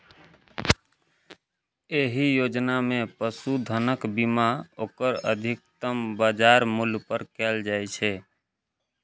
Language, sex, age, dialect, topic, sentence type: Maithili, male, 31-35, Eastern / Thethi, agriculture, statement